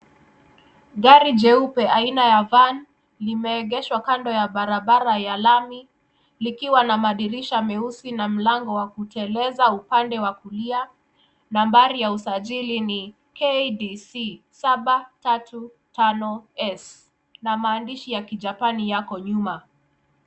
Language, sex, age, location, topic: Swahili, female, 25-35, Kisumu, finance